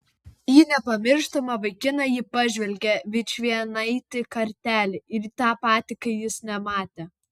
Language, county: Lithuanian, Vilnius